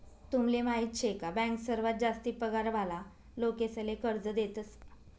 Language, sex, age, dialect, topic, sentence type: Marathi, female, 25-30, Northern Konkan, banking, statement